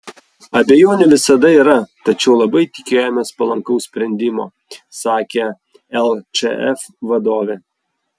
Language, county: Lithuanian, Vilnius